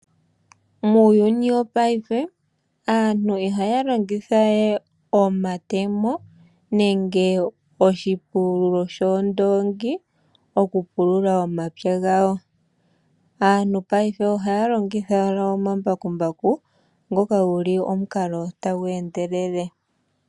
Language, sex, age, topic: Oshiwambo, female, 18-24, agriculture